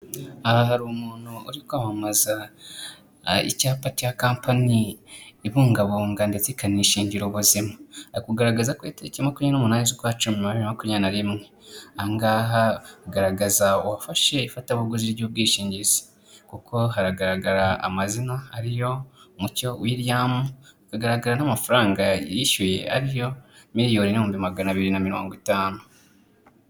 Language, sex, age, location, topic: Kinyarwanda, male, 25-35, Kigali, finance